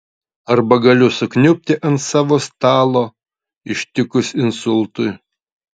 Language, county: Lithuanian, Utena